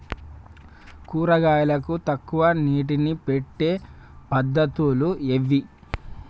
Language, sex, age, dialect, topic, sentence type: Telugu, male, 25-30, Telangana, agriculture, question